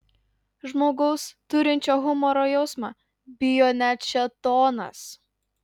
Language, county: Lithuanian, Utena